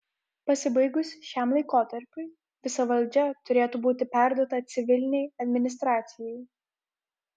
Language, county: Lithuanian, Kaunas